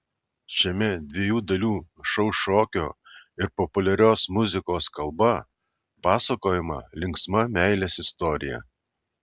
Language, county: Lithuanian, Alytus